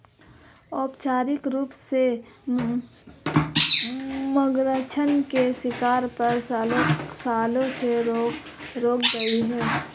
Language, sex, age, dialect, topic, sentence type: Hindi, female, 18-24, Marwari Dhudhari, agriculture, statement